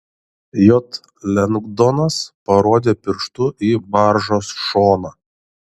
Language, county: Lithuanian, Šiauliai